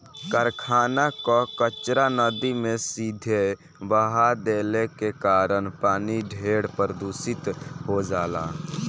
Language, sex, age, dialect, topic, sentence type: Bhojpuri, male, <18, Northern, agriculture, statement